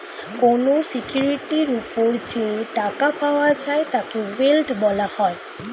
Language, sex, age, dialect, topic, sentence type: Bengali, female, 18-24, Standard Colloquial, banking, statement